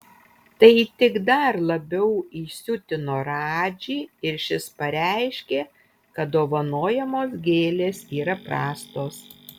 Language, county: Lithuanian, Utena